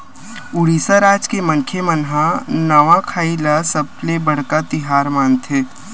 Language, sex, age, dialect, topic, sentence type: Chhattisgarhi, male, 25-30, Western/Budati/Khatahi, agriculture, statement